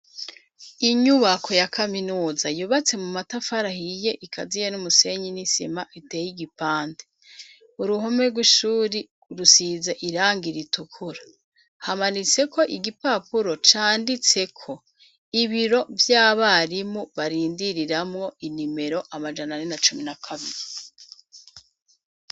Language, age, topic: Rundi, 36-49, education